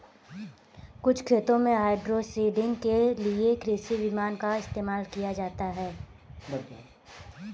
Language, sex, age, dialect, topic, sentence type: Hindi, male, 18-24, Kanauji Braj Bhasha, agriculture, statement